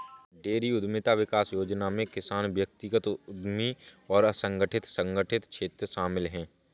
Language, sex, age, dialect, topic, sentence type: Hindi, male, 25-30, Awadhi Bundeli, agriculture, statement